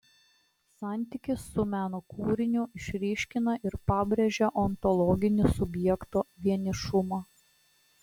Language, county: Lithuanian, Klaipėda